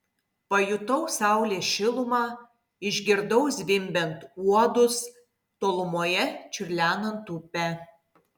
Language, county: Lithuanian, Kaunas